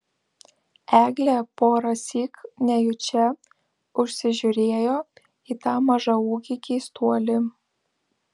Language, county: Lithuanian, Vilnius